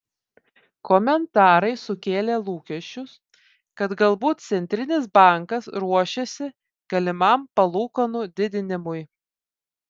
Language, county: Lithuanian, Vilnius